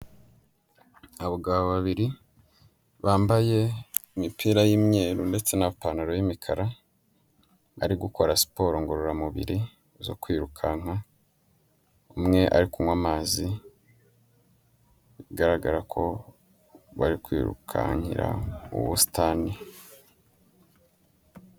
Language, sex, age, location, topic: Kinyarwanda, male, 18-24, Huye, health